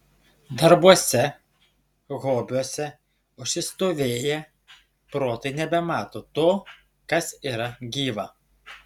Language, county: Lithuanian, Šiauliai